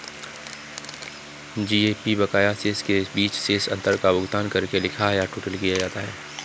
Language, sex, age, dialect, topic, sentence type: Hindi, male, 25-30, Kanauji Braj Bhasha, banking, statement